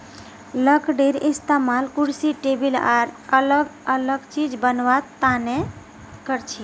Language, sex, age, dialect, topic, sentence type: Magahi, female, 41-45, Northeastern/Surjapuri, agriculture, statement